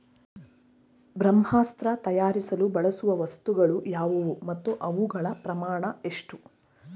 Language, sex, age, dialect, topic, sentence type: Kannada, female, 41-45, Mysore Kannada, agriculture, question